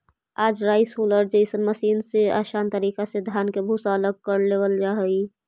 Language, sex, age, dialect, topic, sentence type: Magahi, female, 25-30, Central/Standard, banking, statement